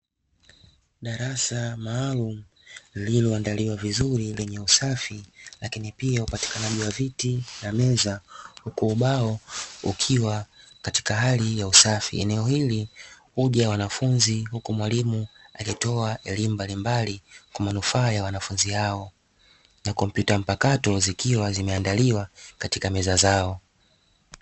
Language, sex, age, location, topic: Swahili, male, 25-35, Dar es Salaam, education